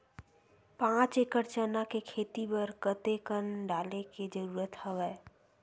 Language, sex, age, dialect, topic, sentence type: Chhattisgarhi, female, 18-24, Western/Budati/Khatahi, agriculture, question